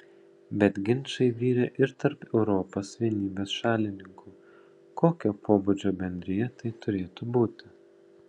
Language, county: Lithuanian, Panevėžys